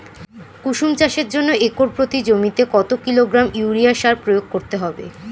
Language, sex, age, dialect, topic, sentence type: Bengali, female, 18-24, Standard Colloquial, agriculture, question